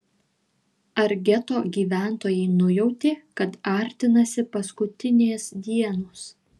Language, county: Lithuanian, Šiauliai